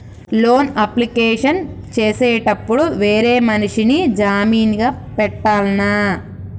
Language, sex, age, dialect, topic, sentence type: Telugu, female, 25-30, Telangana, banking, question